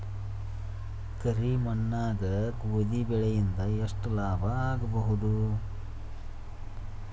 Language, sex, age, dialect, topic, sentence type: Kannada, male, 36-40, Dharwad Kannada, agriculture, question